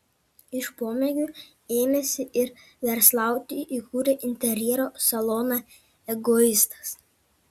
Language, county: Lithuanian, Kaunas